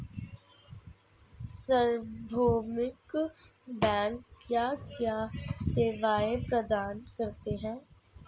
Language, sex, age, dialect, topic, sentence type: Hindi, female, 51-55, Marwari Dhudhari, banking, statement